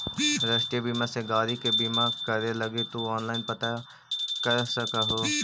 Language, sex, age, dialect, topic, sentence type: Magahi, male, 25-30, Central/Standard, agriculture, statement